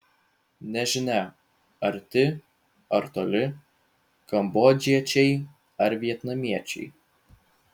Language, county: Lithuanian, Vilnius